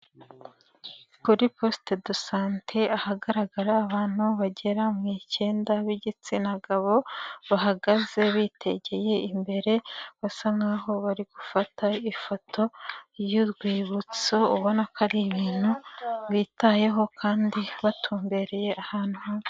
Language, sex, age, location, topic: Kinyarwanda, female, 25-35, Nyagatare, health